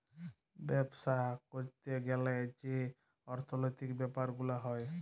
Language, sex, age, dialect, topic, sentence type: Bengali, male, 31-35, Jharkhandi, banking, statement